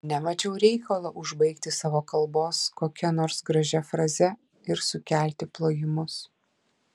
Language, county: Lithuanian, Klaipėda